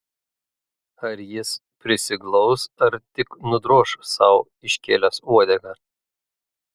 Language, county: Lithuanian, Šiauliai